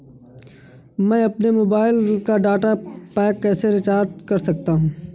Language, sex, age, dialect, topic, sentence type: Hindi, male, 31-35, Awadhi Bundeli, banking, question